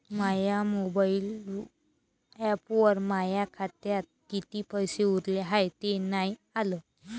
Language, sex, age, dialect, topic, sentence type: Marathi, female, 31-35, Varhadi, banking, statement